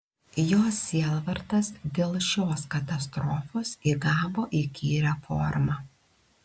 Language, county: Lithuanian, Klaipėda